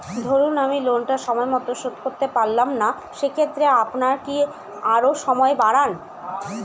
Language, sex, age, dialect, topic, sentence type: Bengali, female, 25-30, Northern/Varendri, banking, question